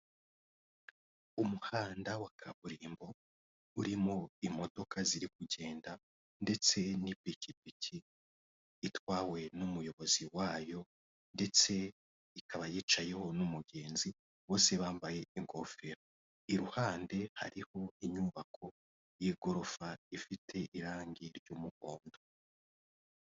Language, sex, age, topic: Kinyarwanda, male, 18-24, government